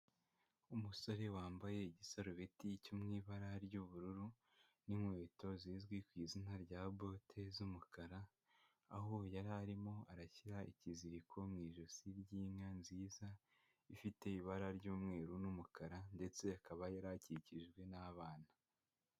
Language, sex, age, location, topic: Kinyarwanda, male, 18-24, Huye, agriculture